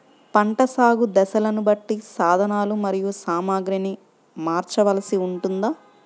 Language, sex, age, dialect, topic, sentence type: Telugu, female, 31-35, Central/Coastal, agriculture, question